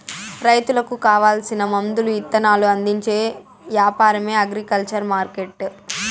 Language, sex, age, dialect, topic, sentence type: Telugu, female, 18-24, Southern, agriculture, statement